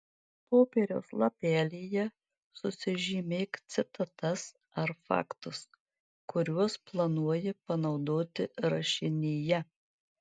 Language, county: Lithuanian, Marijampolė